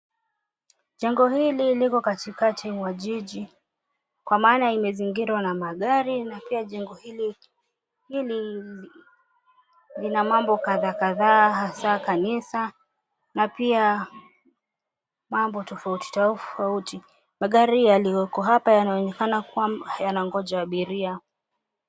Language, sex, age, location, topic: Swahili, female, 25-35, Mombasa, government